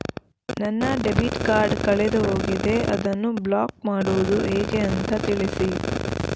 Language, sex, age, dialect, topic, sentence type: Kannada, female, 18-24, Coastal/Dakshin, banking, question